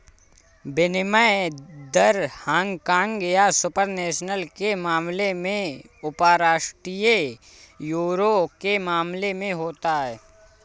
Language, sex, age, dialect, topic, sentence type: Hindi, male, 36-40, Awadhi Bundeli, banking, statement